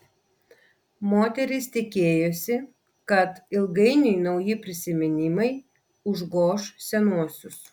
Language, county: Lithuanian, Vilnius